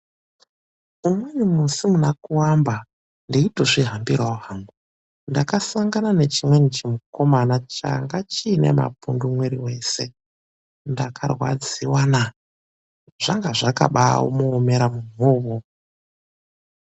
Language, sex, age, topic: Ndau, male, 25-35, health